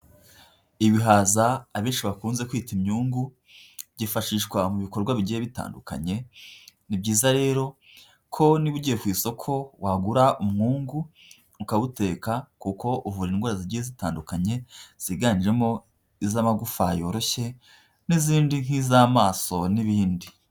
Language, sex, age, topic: Kinyarwanda, female, 18-24, agriculture